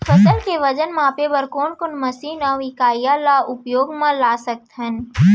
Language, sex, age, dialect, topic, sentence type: Chhattisgarhi, female, 18-24, Central, agriculture, question